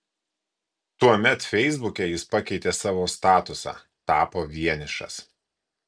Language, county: Lithuanian, Kaunas